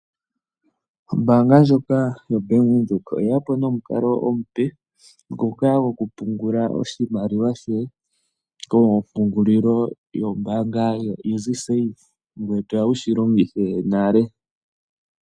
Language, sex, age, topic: Oshiwambo, male, 18-24, finance